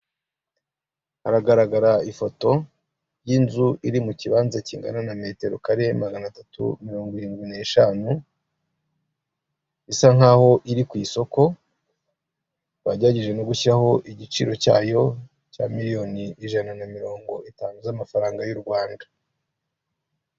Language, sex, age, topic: Kinyarwanda, male, 36-49, finance